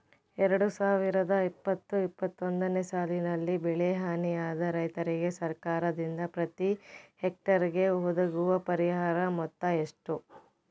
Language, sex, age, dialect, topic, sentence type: Kannada, female, 18-24, Central, agriculture, question